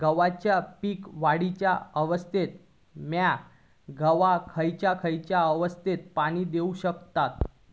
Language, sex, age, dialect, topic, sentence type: Marathi, male, 18-24, Southern Konkan, agriculture, question